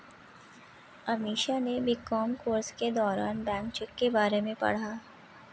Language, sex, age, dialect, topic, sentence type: Hindi, female, 56-60, Marwari Dhudhari, banking, statement